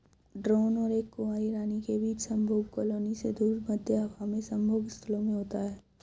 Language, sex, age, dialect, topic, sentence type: Hindi, female, 56-60, Hindustani Malvi Khadi Boli, agriculture, statement